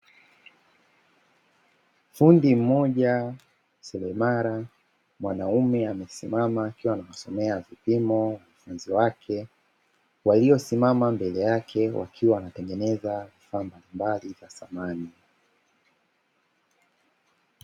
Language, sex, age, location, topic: Swahili, male, 25-35, Dar es Salaam, education